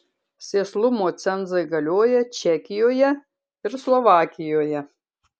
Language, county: Lithuanian, Kaunas